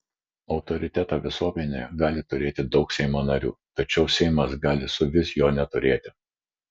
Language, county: Lithuanian, Vilnius